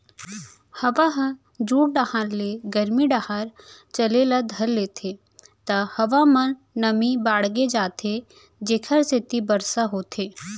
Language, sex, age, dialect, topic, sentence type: Chhattisgarhi, female, 25-30, Central, agriculture, statement